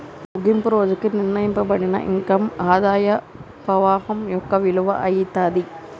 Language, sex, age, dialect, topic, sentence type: Telugu, female, 25-30, Telangana, banking, statement